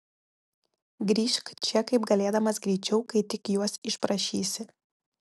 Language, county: Lithuanian, Telšiai